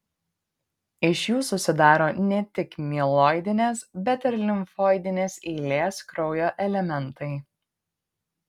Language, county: Lithuanian, Panevėžys